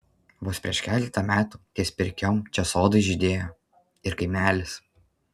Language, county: Lithuanian, Panevėžys